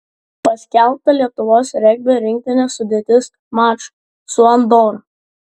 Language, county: Lithuanian, Klaipėda